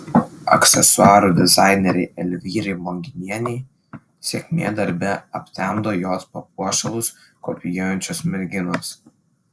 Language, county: Lithuanian, Klaipėda